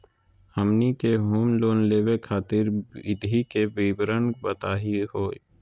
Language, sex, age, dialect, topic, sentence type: Magahi, male, 18-24, Southern, banking, question